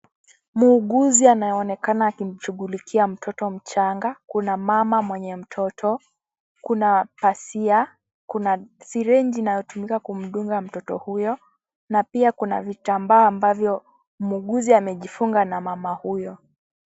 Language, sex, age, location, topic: Swahili, female, 18-24, Kisii, health